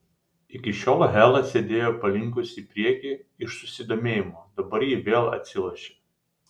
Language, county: Lithuanian, Vilnius